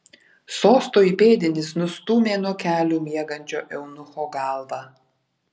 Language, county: Lithuanian, Vilnius